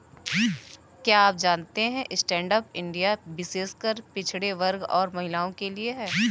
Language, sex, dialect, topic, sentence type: Hindi, female, Kanauji Braj Bhasha, banking, statement